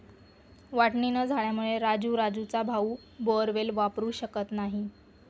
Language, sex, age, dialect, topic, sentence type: Marathi, female, 18-24, Northern Konkan, agriculture, statement